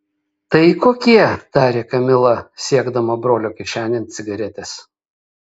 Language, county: Lithuanian, Kaunas